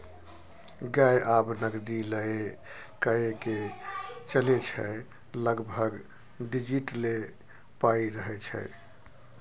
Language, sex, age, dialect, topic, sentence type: Maithili, male, 41-45, Bajjika, banking, statement